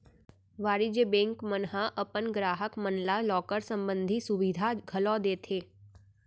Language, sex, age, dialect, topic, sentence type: Chhattisgarhi, female, 18-24, Central, banking, statement